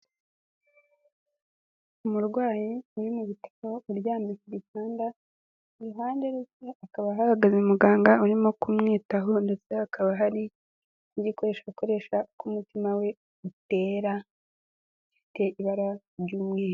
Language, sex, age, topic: Kinyarwanda, female, 18-24, health